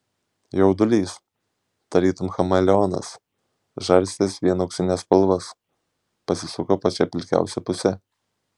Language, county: Lithuanian, Šiauliai